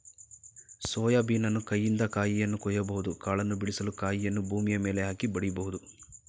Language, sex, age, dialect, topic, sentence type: Kannada, male, 31-35, Mysore Kannada, agriculture, statement